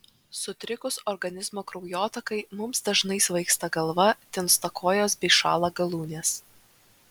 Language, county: Lithuanian, Vilnius